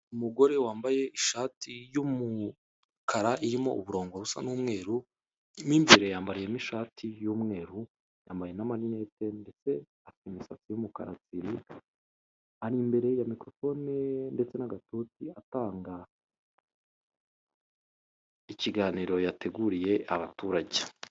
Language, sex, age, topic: Kinyarwanda, male, 25-35, government